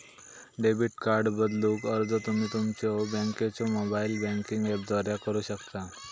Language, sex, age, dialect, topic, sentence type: Marathi, male, 18-24, Southern Konkan, banking, statement